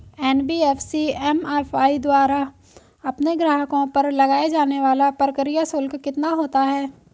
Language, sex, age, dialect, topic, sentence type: Hindi, female, 18-24, Hindustani Malvi Khadi Boli, banking, question